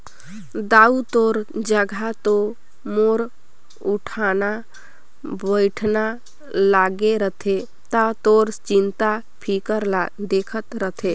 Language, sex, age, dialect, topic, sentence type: Chhattisgarhi, female, 25-30, Northern/Bhandar, banking, statement